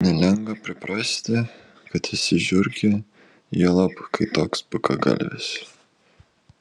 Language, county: Lithuanian, Kaunas